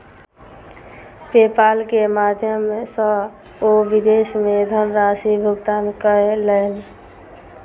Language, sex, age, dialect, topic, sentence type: Maithili, female, 31-35, Southern/Standard, banking, statement